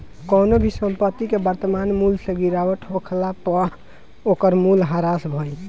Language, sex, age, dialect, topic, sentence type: Bhojpuri, male, 18-24, Northern, banking, statement